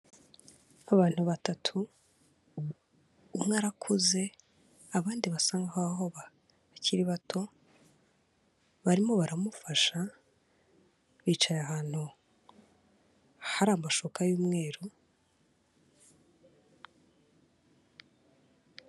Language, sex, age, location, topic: Kinyarwanda, female, 18-24, Kigali, health